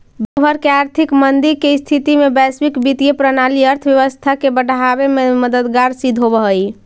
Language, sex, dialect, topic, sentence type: Magahi, female, Central/Standard, banking, statement